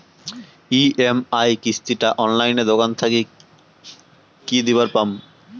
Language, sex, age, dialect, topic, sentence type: Bengali, male, 18-24, Rajbangshi, banking, question